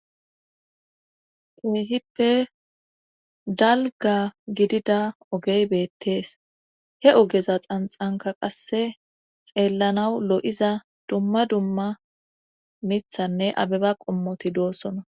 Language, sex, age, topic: Gamo, female, 25-35, government